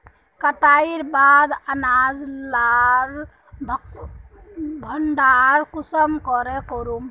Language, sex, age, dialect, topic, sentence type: Magahi, female, 18-24, Northeastern/Surjapuri, agriculture, statement